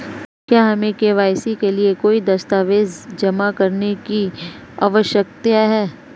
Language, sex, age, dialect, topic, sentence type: Hindi, female, 25-30, Marwari Dhudhari, banking, question